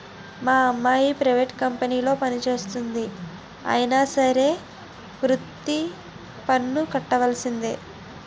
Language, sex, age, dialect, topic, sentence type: Telugu, female, 60-100, Utterandhra, banking, statement